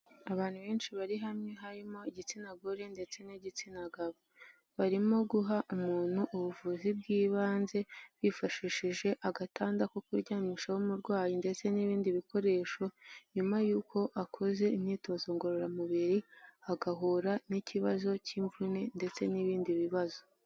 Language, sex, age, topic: Kinyarwanda, female, 18-24, health